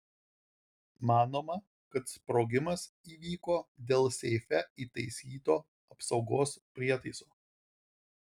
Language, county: Lithuanian, Marijampolė